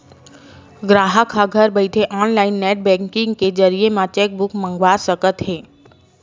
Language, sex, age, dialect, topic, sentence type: Chhattisgarhi, female, 25-30, Western/Budati/Khatahi, banking, statement